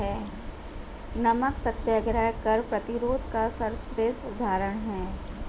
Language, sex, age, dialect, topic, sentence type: Hindi, female, 41-45, Hindustani Malvi Khadi Boli, banking, statement